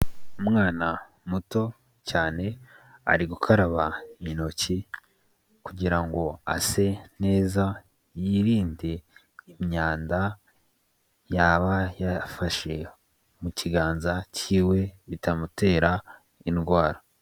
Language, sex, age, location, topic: Kinyarwanda, male, 18-24, Kigali, health